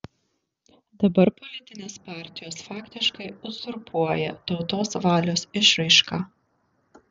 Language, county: Lithuanian, Šiauliai